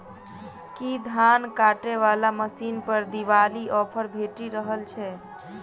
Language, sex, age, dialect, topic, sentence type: Maithili, female, 18-24, Southern/Standard, agriculture, question